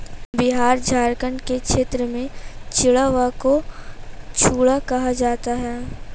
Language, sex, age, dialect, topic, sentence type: Hindi, female, 18-24, Hindustani Malvi Khadi Boli, agriculture, statement